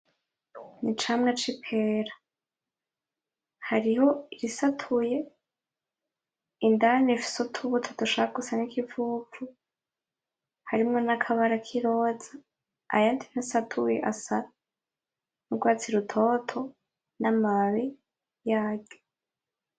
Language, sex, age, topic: Rundi, female, 18-24, agriculture